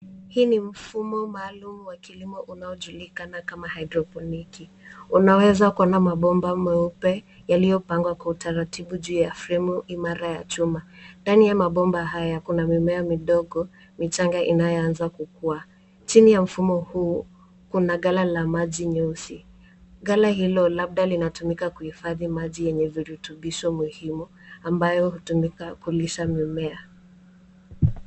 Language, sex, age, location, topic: Swahili, female, 18-24, Nairobi, agriculture